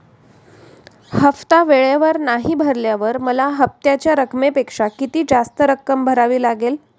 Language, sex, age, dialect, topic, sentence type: Marathi, female, 36-40, Standard Marathi, banking, question